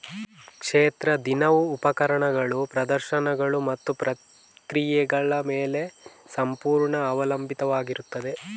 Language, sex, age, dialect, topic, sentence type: Kannada, male, 18-24, Coastal/Dakshin, agriculture, statement